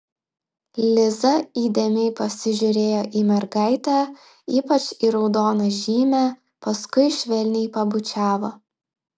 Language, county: Lithuanian, Klaipėda